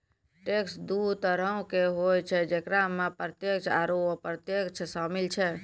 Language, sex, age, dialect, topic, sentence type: Maithili, female, 18-24, Angika, banking, statement